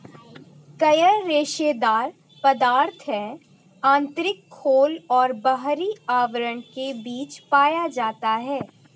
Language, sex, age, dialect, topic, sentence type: Hindi, female, 18-24, Marwari Dhudhari, agriculture, statement